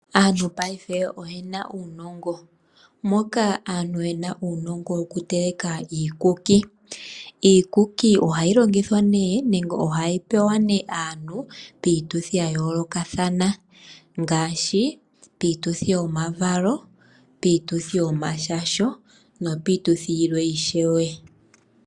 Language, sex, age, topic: Oshiwambo, female, 18-24, agriculture